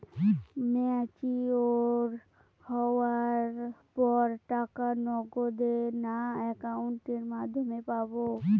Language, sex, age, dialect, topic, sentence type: Bengali, female, 18-24, Northern/Varendri, banking, question